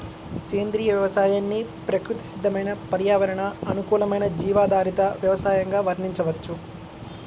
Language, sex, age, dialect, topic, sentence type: Telugu, male, 18-24, Central/Coastal, agriculture, statement